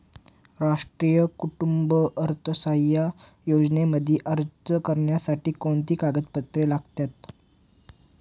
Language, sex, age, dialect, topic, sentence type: Marathi, male, 18-24, Standard Marathi, banking, question